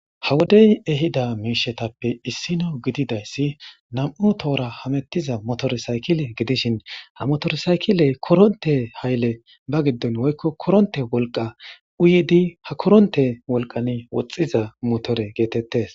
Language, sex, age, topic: Gamo, female, 25-35, government